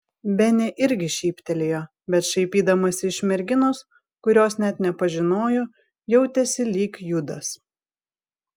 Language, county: Lithuanian, Vilnius